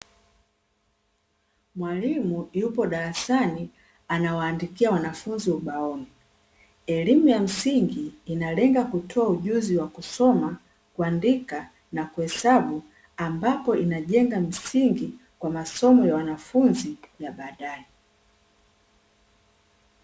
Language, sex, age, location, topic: Swahili, female, 25-35, Dar es Salaam, education